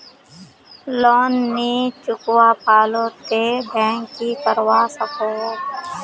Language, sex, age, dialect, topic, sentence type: Magahi, male, 18-24, Northeastern/Surjapuri, banking, question